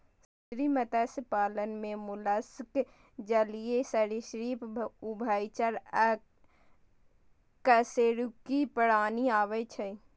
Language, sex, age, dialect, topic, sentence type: Maithili, female, 18-24, Eastern / Thethi, agriculture, statement